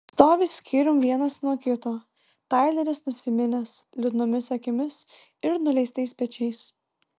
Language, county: Lithuanian, Vilnius